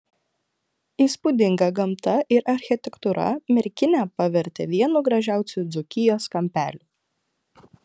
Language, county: Lithuanian, Klaipėda